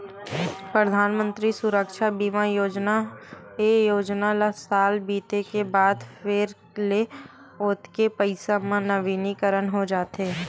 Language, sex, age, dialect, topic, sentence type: Chhattisgarhi, female, 18-24, Western/Budati/Khatahi, banking, statement